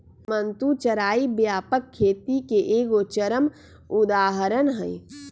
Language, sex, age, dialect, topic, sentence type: Magahi, female, 25-30, Western, agriculture, statement